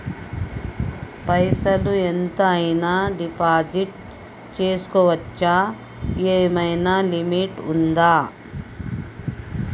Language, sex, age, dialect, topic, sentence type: Telugu, male, 36-40, Telangana, banking, question